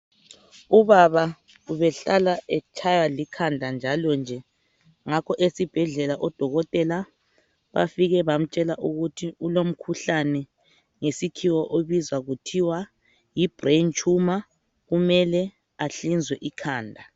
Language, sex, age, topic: North Ndebele, female, 25-35, health